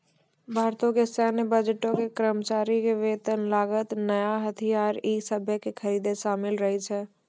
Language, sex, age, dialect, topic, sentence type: Maithili, female, 25-30, Angika, banking, statement